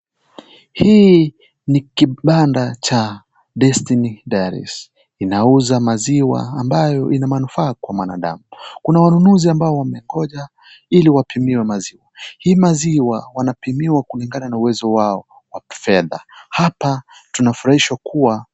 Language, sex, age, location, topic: Swahili, male, 18-24, Kisii, finance